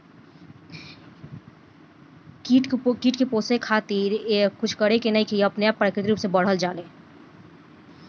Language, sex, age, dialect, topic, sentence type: Bhojpuri, female, 18-24, Northern, agriculture, statement